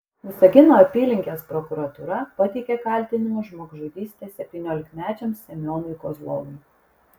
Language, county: Lithuanian, Kaunas